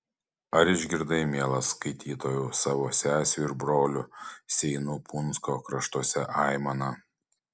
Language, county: Lithuanian, Panevėžys